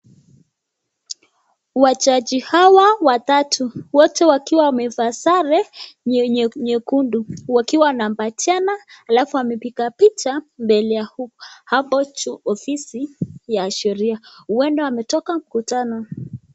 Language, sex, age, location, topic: Swahili, male, 25-35, Nakuru, government